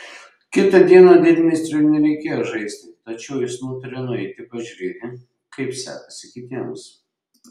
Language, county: Lithuanian, Šiauliai